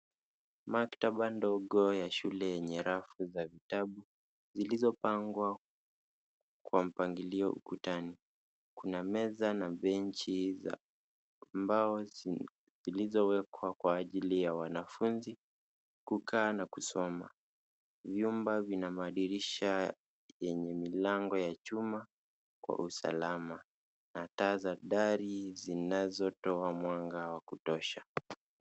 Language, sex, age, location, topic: Swahili, male, 18-24, Nairobi, education